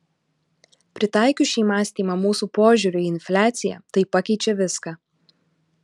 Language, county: Lithuanian, Alytus